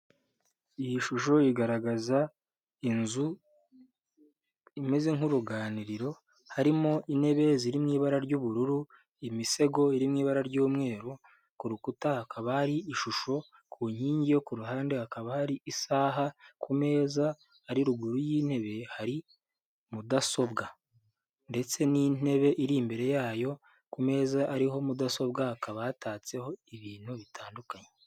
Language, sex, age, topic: Kinyarwanda, male, 18-24, finance